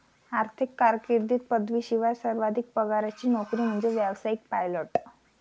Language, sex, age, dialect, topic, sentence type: Marathi, female, 18-24, Varhadi, banking, statement